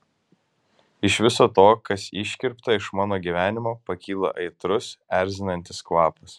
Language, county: Lithuanian, Kaunas